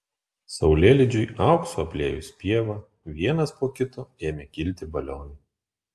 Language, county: Lithuanian, Kaunas